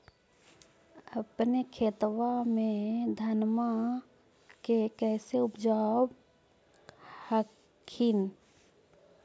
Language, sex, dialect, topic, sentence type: Magahi, female, Central/Standard, agriculture, question